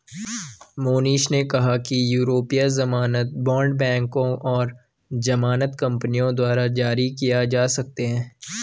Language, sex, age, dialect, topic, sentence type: Hindi, male, 18-24, Garhwali, banking, statement